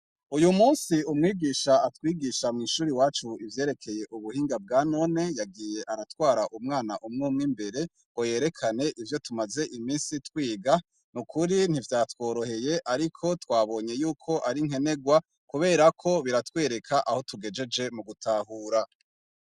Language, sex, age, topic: Rundi, male, 25-35, education